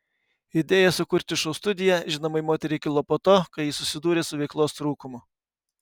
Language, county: Lithuanian, Kaunas